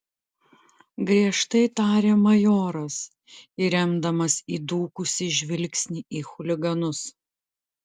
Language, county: Lithuanian, Klaipėda